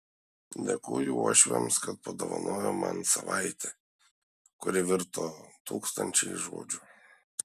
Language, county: Lithuanian, Šiauliai